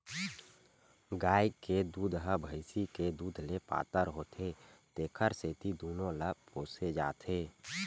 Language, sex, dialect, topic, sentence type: Chhattisgarhi, male, Western/Budati/Khatahi, agriculture, statement